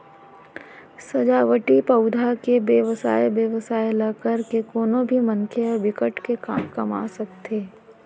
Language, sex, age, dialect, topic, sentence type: Chhattisgarhi, female, 18-24, Central, agriculture, statement